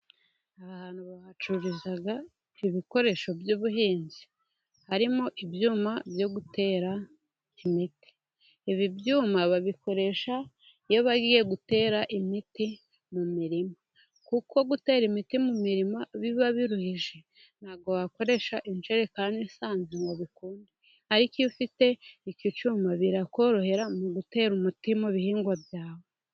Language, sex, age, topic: Kinyarwanda, female, 18-24, finance